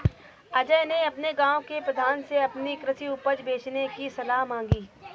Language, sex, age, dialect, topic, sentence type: Hindi, female, 60-100, Kanauji Braj Bhasha, agriculture, statement